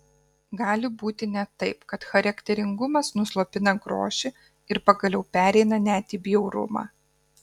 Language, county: Lithuanian, Kaunas